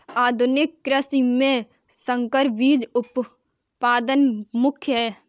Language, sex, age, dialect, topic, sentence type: Hindi, female, 46-50, Kanauji Braj Bhasha, agriculture, statement